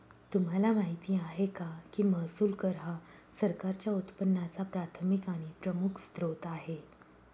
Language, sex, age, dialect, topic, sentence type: Marathi, female, 36-40, Northern Konkan, banking, statement